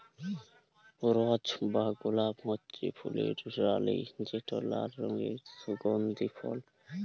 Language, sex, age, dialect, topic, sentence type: Bengali, male, 18-24, Jharkhandi, agriculture, statement